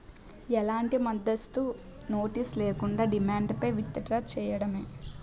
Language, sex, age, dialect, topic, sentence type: Telugu, male, 25-30, Utterandhra, banking, statement